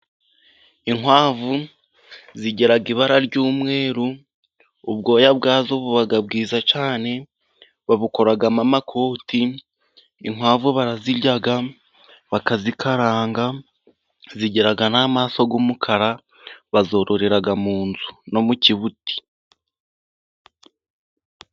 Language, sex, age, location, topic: Kinyarwanda, male, 18-24, Musanze, agriculture